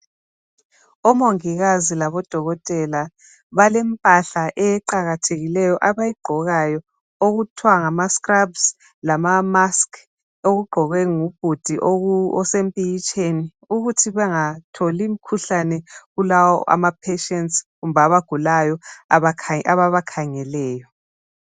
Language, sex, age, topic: North Ndebele, female, 36-49, health